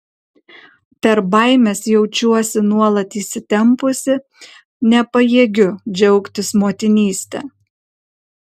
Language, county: Lithuanian, Kaunas